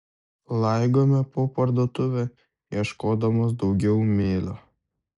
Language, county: Lithuanian, Kaunas